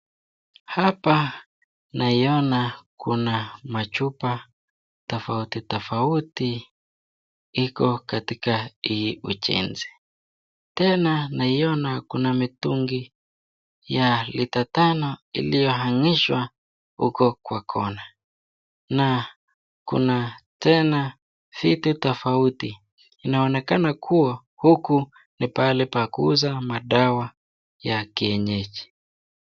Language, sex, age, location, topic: Swahili, female, 36-49, Nakuru, health